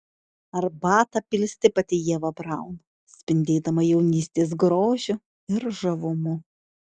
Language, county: Lithuanian, Šiauliai